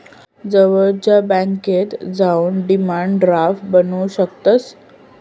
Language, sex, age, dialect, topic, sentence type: Marathi, female, 18-24, Southern Konkan, banking, statement